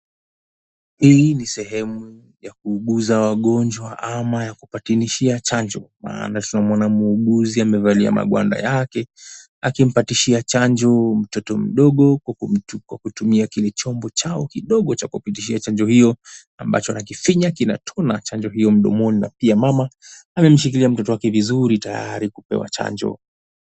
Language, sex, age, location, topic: Swahili, male, 18-24, Mombasa, health